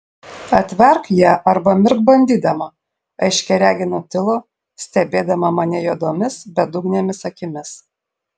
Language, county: Lithuanian, Šiauliai